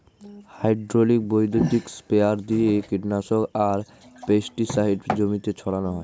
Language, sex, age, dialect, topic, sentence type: Bengali, male, 18-24, Standard Colloquial, agriculture, statement